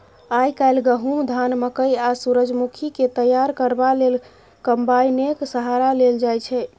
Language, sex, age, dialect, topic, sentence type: Maithili, female, 18-24, Bajjika, agriculture, statement